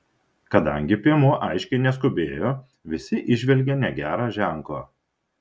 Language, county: Lithuanian, Šiauliai